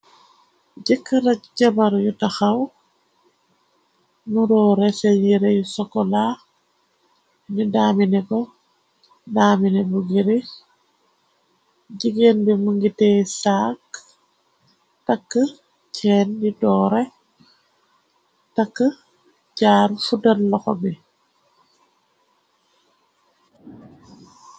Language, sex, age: Wolof, female, 25-35